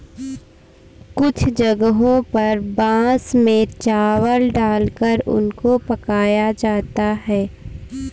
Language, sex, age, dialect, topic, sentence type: Hindi, female, 18-24, Kanauji Braj Bhasha, agriculture, statement